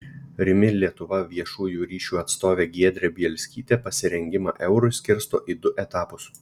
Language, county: Lithuanian, Šiauliai